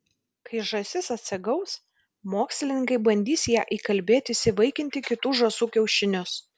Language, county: Lithuanian, Vilnius